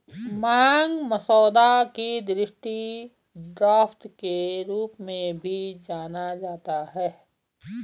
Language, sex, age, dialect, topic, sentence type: Hindi, female, 41-45, Garhwali, banking, statement